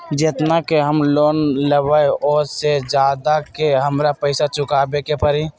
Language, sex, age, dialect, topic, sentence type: Magahi, male, 18-24, Western, banking, question